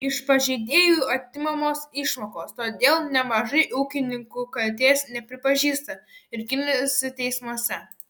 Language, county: Lithuanian, Kaunas